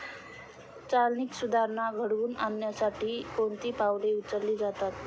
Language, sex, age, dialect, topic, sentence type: Marathi, female, 25-30, Standard Marathi, banking, statement